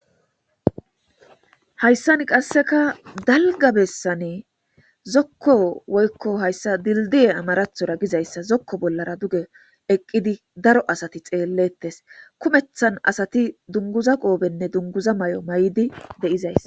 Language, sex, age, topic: Gamo, female, 25-35, government